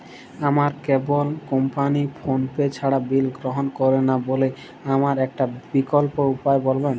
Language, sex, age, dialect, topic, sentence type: Bengali, male, 18-24, Jharkhandi, banking, question